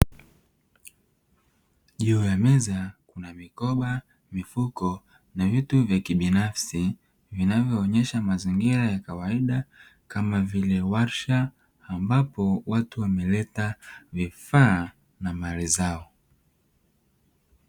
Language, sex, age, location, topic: Swahili, male, 18-24, Dar es Salaam, education